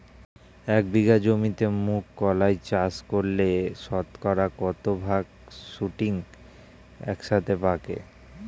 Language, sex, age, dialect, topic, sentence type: Bengali, male, 18-24, Standard Colloquial, agriculture, question